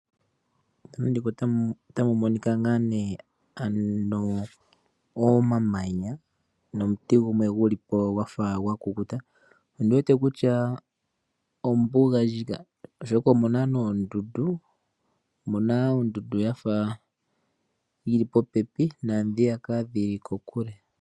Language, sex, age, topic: Oshiwambo, male, 18-24, agriculture